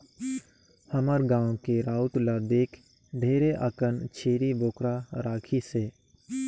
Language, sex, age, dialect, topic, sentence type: Chhattisgarhi, male, 18-24, Northern/Bhandar, agriculture, statement